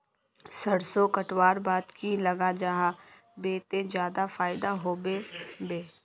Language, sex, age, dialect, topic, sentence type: Magahi, female, 18-24, Northeastern/Surjapuri, agriculture, question